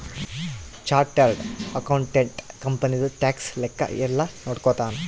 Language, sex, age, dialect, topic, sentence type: Kannada, male, 31-35, Central, banking, statement